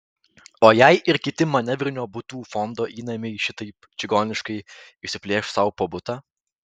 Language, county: Lithuanian, Vilnius